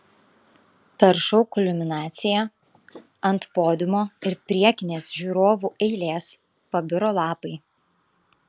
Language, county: Lithuanian, Kaunas